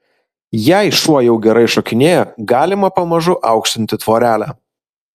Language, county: Lithuanian, Vilnius